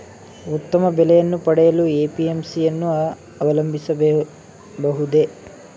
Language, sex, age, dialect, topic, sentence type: Kannada, male, 18-24, Mysore Kannada, agriculture, question